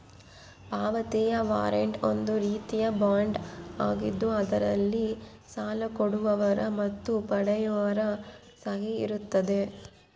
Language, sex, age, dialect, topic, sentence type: Kannada, female, 25-30, Central, banking, statement